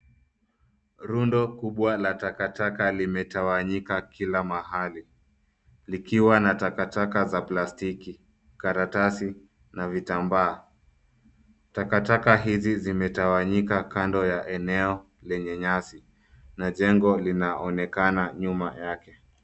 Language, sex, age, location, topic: Swahili, male, 25-35, Nairobi, government